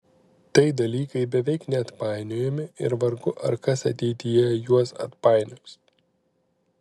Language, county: Lithuanian, Panevėžys